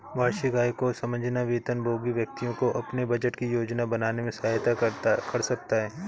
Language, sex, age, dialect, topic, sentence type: Hindi, male, 31-35, Awadhi Bundeli, banking, statement